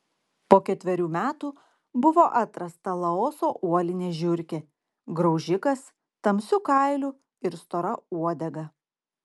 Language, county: Lithuanian, Klaipėda